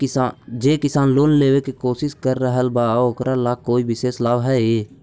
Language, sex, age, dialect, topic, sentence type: Magahi, male, 18-24, Central/Standard, agriculture, statement